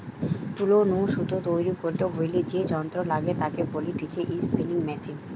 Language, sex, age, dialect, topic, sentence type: Bengali, female, 18-24, Western, agriculture, statement